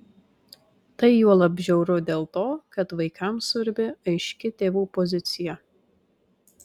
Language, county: Lithuanian, Vilnius